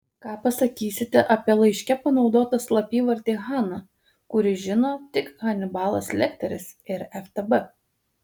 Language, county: Lithuanian, Kaunas